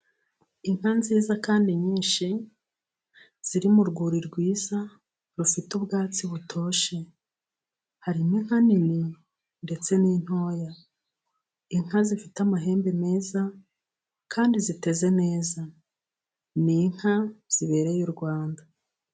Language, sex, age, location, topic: Kinyarwanda, female, 36-49, Musanze, agriculture